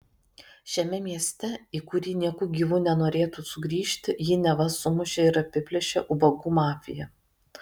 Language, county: Lithuanian, Kaunas